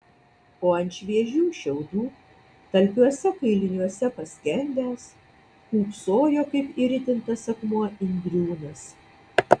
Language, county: Lithuanian, Vilnius